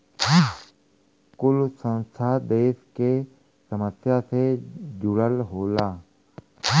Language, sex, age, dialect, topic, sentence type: Bhojpuri, male, 41-45, Western, banking, statement